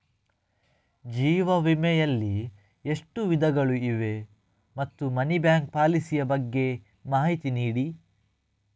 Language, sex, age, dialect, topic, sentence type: Kannada, male, 31-35, Coastal/Dakshin, banking, question